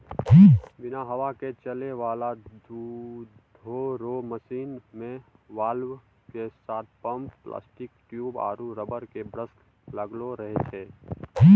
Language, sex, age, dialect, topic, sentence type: Maithili, male, 41-45, Angika, agriculture, statement